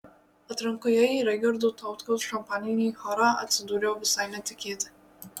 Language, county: Lithuanian, Marijampolė